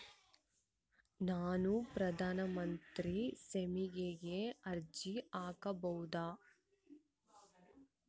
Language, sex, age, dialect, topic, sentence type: Kannada, female, 18-24, Central, banking, question